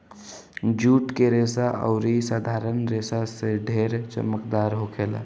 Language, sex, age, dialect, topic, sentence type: Bhojpuri, male, <18, Southern / Standard, agriculture, statement